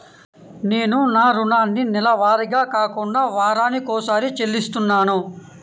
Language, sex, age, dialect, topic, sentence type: Telugu, male, 18-24, Central/Coastal, banking, statement